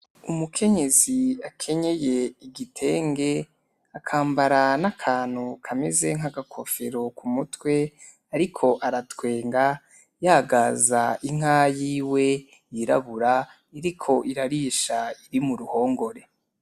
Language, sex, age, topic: Rundi, male, 18-24, agriculture